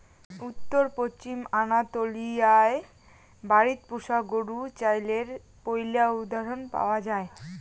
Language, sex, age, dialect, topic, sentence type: Bengali, female, 18-24, Rajbangshi, agriculture, statement